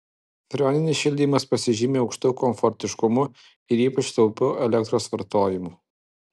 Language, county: Lithuanian, Alytus